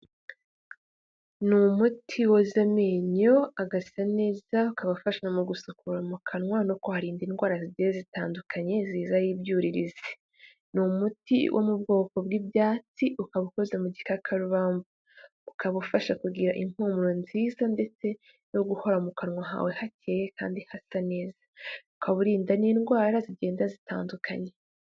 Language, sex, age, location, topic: Kinyarwanda, female, 18-24, Kigali, health